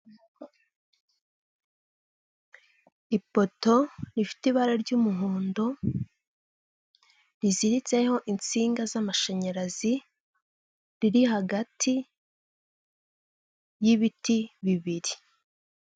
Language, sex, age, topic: Kinyarwanda, female, 25-35, government